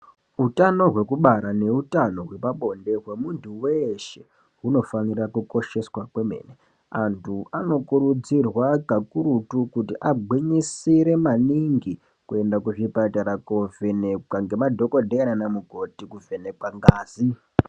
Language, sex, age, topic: Ndau, female, 25-35, health